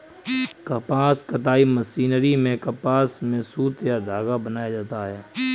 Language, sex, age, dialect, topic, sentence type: Hindi, male, 25-30, Kanauji Braj Bhasha, agriculture, statement